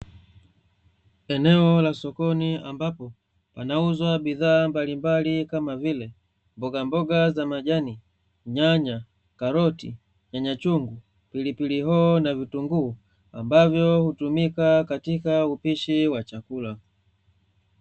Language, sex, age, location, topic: Swahili, male, 25-35, Dar es Salaam, finance